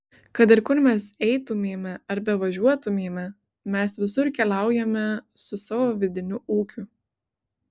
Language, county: Lithuanian, Vilnius